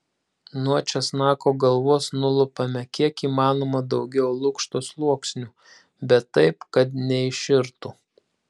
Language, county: Lithuanian, Klaipėda